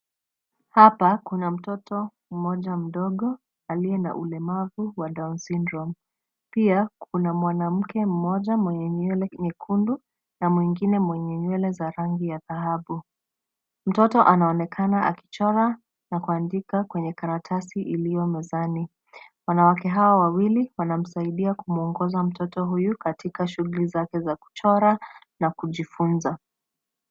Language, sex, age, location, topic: Swahili, female, 25-35, Nairobi, education